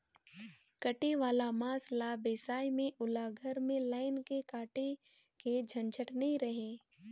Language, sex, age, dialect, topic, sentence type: Chhattisgarhi, female, 18-24, Northern/Bhandar, agriculture, statement